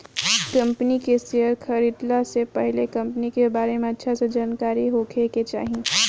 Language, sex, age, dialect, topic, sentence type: Bhojpuri, female, 18-24, Southern / Standard, banking, statement